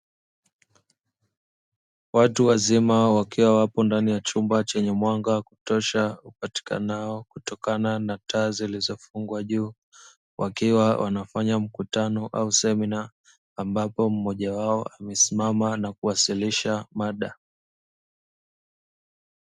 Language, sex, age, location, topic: Swahili, male, 25-35, Dar es Salaam, education